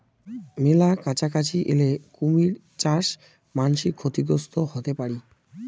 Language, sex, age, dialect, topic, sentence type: Bengali, male, <18, Rajbangshi, agriculture, statement